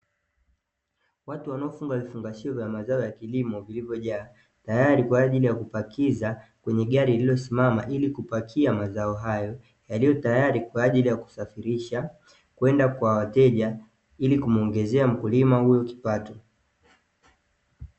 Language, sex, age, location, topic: Swahili, male, 18-24, Dar es Salaam, agriculture